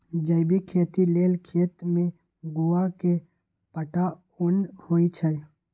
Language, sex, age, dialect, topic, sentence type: Magahi, male, 18-24, Western, agriculture, statement